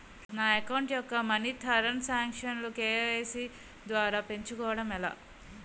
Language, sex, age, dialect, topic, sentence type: Telugu, female, 31-35, Utterandhra, banking, question